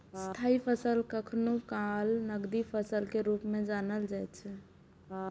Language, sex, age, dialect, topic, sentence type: Maithili, female, 18-24, Eastern / Thethi, agriculture, statement